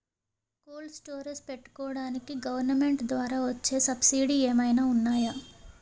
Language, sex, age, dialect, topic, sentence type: Telugu, female, 18-24, Utterandhra, agriculture, question